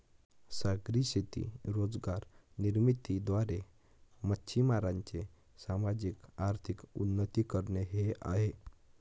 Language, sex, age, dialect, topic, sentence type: Marathi, male, 18-24, Northern Konkan, agriculture, statement